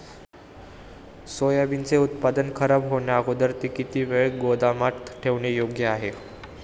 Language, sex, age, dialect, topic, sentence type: Marathi, male, 18-24, Standard Marathi, agriculture, question